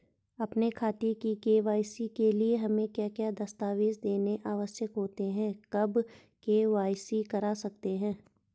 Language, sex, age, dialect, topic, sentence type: Hindi, female, 31-35, Garhwali, banking, question